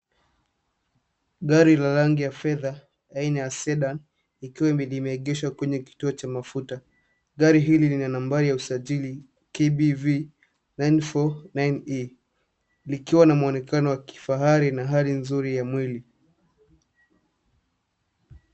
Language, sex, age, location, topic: Swahili, male, 18-24, Nairobi, finance